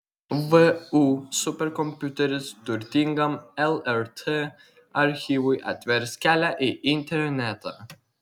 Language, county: Lithuanian, Kaunas